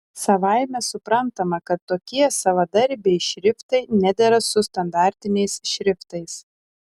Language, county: Lithuanian, Telšiai